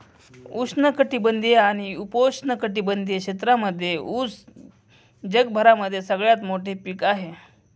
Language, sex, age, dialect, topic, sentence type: Marathi, male, 56-60, Northern Konkan, agriculture, statement